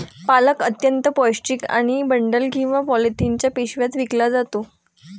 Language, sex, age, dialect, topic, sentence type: Marathi, female, 18-24, Varhadi, agriculture, statement